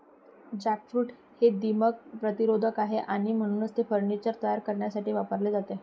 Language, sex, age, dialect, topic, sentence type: Marathi, female, 31-35, Varhadi, agriculture, statement